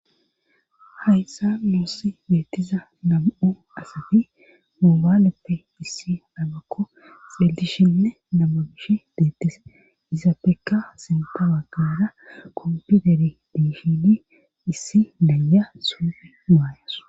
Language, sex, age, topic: Gamo, female, 18-24, government